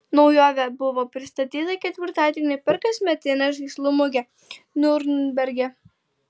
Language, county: Lithuanian, Tauragė